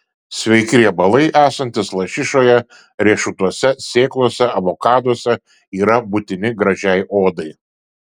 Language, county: Lithuanian, Šiauliai